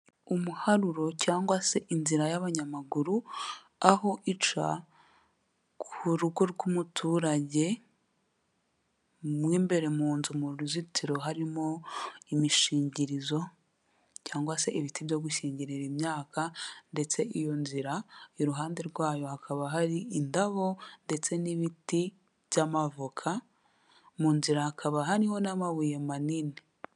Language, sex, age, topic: Kinyarwanda, female, 18-24, agriculture